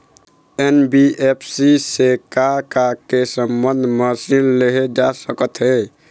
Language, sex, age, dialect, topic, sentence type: Chhattisgarhi, male, 46-50, Eastern, banking, question